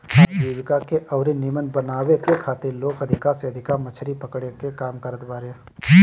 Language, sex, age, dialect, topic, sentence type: Bhojpuri, male, 25-30, Northern, agriculture, statement